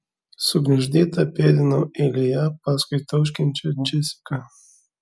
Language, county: Lithuanian, Kaunas